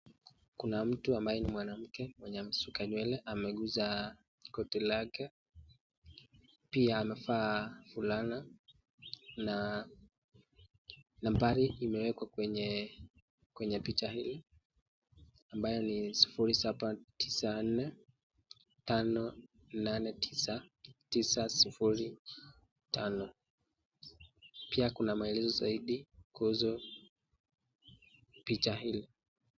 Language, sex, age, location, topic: Swahili, male, 18-24, Nakuru, finance